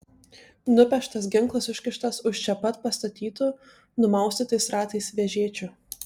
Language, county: Lithuanian, Tauragė